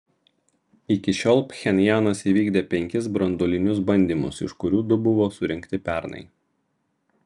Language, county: Lithuanian, Vilnius